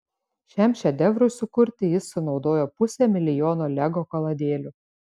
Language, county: Lithuanian, Šiauliai